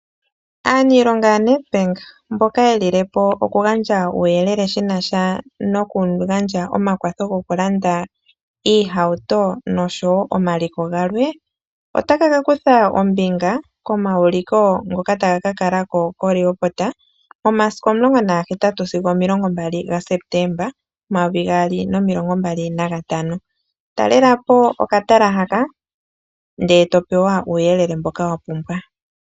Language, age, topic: Oshiwambo, 25-35, finance